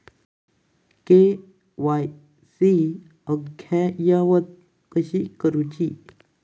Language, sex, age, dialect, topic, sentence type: Marathi, male, 18-24, Southern Konkan, banking, question